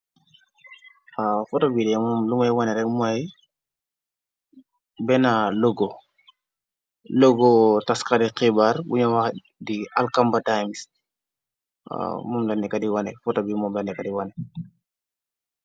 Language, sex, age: Wolof, male, 25-35